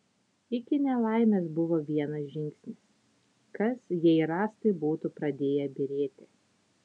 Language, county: Lithuanian, Utena